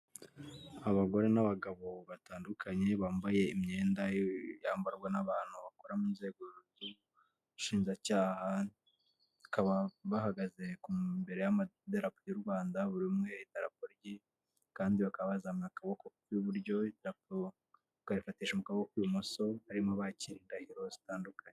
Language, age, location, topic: Kinyarwanda, 25-35, Kigali, government